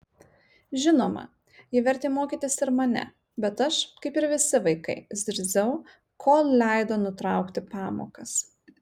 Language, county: Lithuanian, Marijampolė